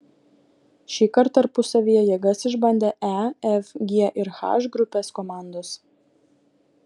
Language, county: Lithuanian, Klaipėda